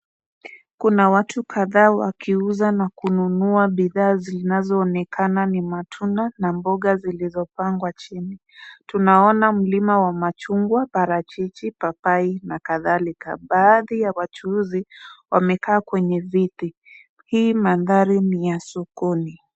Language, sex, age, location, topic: Swahili, female, 25-35, Kisumu, finance